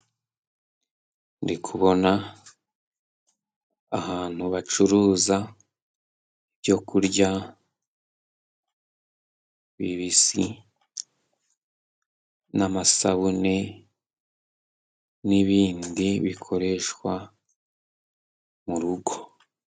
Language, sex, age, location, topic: Kinyarwanda, male, 18-24, Musanze, finance